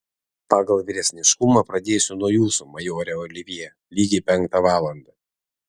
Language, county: Lithuanian, Vilnius